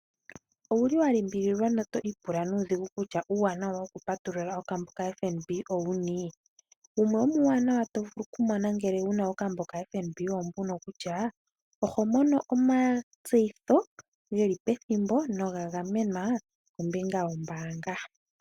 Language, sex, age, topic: Oshiwambo, female, 18-24, finance